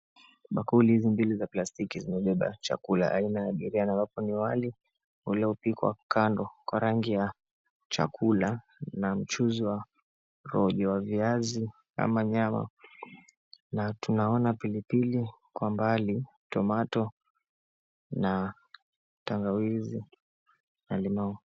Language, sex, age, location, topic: Swahili, male, 25-35, Mombasa, agriculture